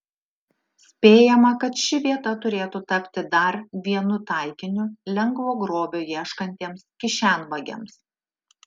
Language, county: Lithuanian, Alytus